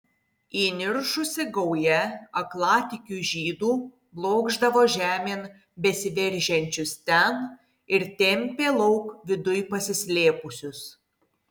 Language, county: Lithuanian, Kaunas